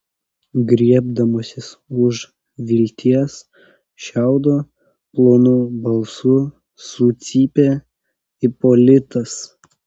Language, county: Lithuanian, Panevėžys